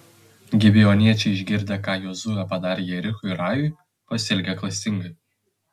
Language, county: Lithuanian, Telšiai